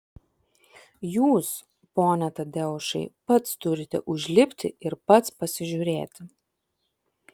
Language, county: Lithuanian, Vilnius